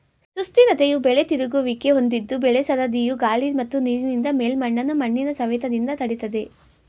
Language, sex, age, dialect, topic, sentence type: Kannada, female, 18-24, Mysore Kannada, agriculture, statement